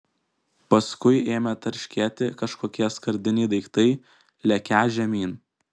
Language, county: Lithuanian, Kaunas